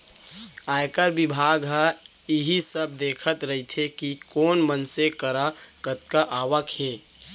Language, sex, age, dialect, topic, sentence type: Chhattisgarhi, male, 18-24, Central, banking, statement